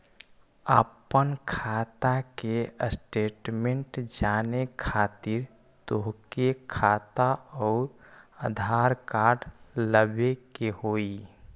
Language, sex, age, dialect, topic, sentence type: Magahi, male, 25-30, Western, banking, question